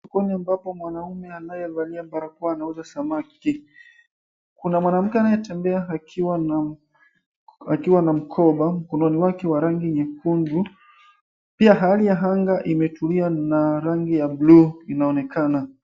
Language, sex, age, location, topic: Swahili, male, 25-35, Mombasa, agriculture